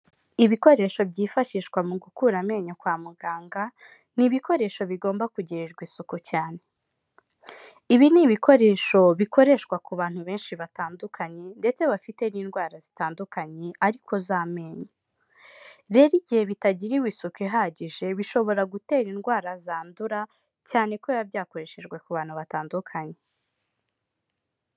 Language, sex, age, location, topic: Kinyarwanda, female, 25-35, Kigali, health